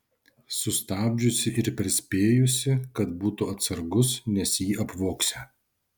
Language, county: Lithuanian, Šiauliai